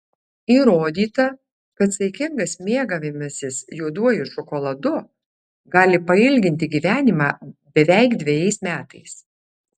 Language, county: Lithuanian, Alytus